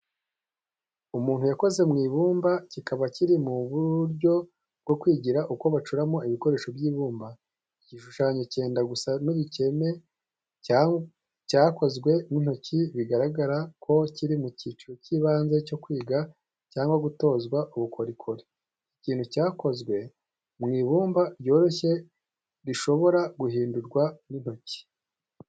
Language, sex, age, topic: Kinyarwanda, male, 25-35, education